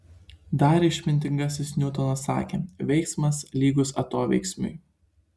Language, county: Lithuanian, Klaipėda